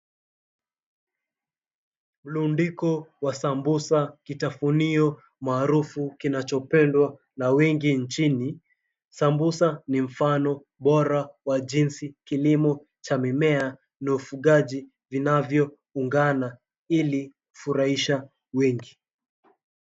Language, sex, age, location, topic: Swahili, male, 25-35, Mombasa, agriculture